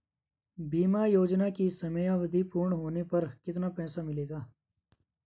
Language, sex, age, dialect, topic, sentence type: Hindi, male, 25-30, Garhwali, banking, question